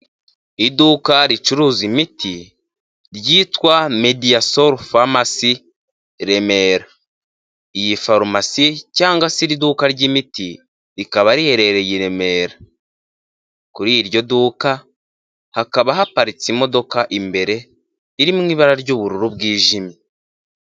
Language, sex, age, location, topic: Kinyarwanda, male, 18-24, Huye, health